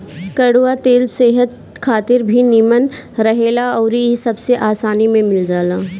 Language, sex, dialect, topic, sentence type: Bhojpuri, female, Northern, agriculture, statement